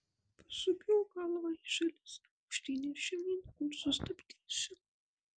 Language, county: Lithuanian, Marijampolė